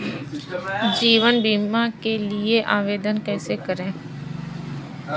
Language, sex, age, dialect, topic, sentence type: Hindi, female, 25-30, Kanauji Braj Bhasha, banking, question